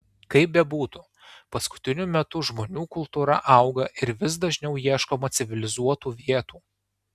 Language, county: Lithuanian, Tauragė